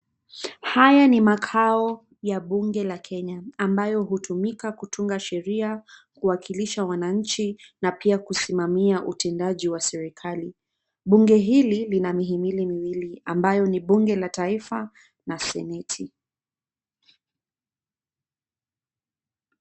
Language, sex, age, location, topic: Swahili, female, 25-35, Nairobi, government